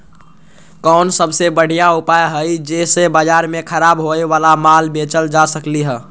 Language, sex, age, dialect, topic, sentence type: Magahi, male, 51-55, Western, agriculture, statement